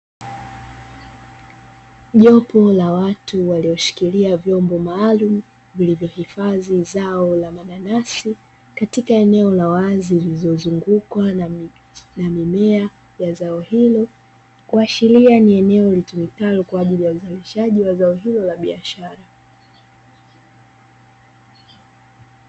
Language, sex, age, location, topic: Swahili, female, 18-24, Dar es Salaam, agriculture